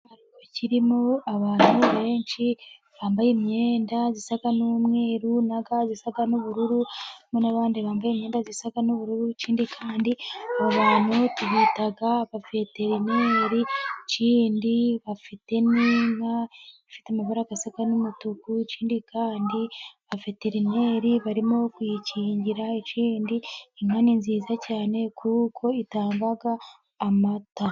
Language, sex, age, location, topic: Kinyarwanda, female, 25-35, Musanze, agriculture